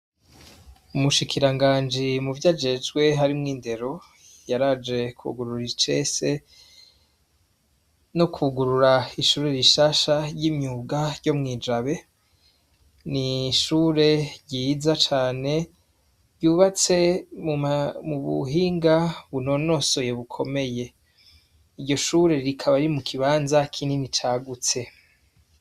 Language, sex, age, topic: Rundi, male, 25-35, education